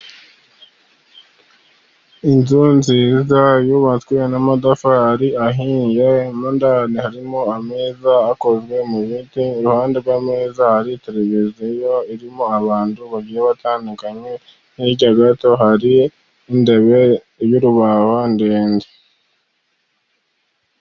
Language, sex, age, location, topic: Kinyarwanda, male, 50+, Musanze, finance